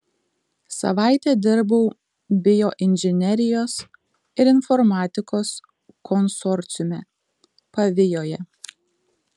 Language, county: Lithuanian, Tauragė